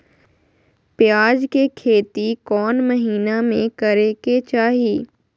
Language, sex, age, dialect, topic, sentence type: Magahi, female, 51-55, Southern, agriculture, question